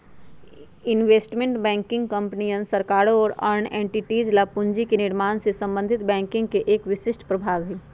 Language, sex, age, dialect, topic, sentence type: Magahi, female, 46-50, Western, banking, statement